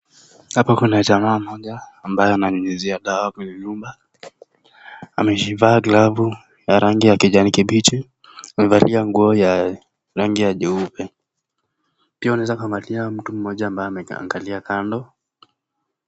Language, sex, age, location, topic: Swahili, male, 18-24, Nakuru, health